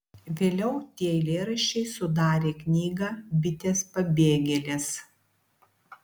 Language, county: Lithuanian, Klaipėda